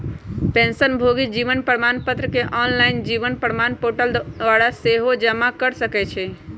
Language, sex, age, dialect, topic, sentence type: Magahi, female, 31-35, Western, banking, statement